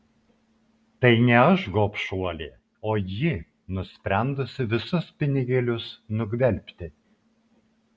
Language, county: Lithuanian, Vilnius